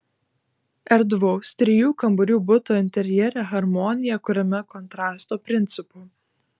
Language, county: Lithuanian, Klaipėda